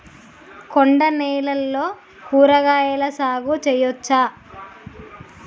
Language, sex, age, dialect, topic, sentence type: Telugu, female, 31-35, Telangana, agriculture, question